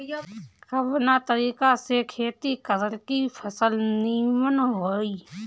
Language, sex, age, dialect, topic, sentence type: Bhojpuri, female, 18-24, Northern, agriculture, question